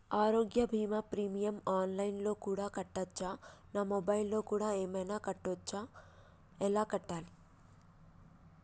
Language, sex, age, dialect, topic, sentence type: Telugu, female, 25-30, Telangana, banking, question